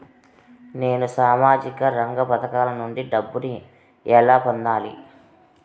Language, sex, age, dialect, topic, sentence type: Telugu, female, 36-40, Southern, banking, question